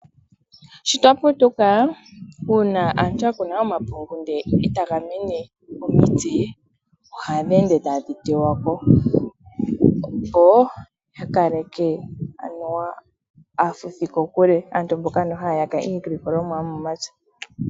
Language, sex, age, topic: Oshiwambo, female, 18-24, agriculture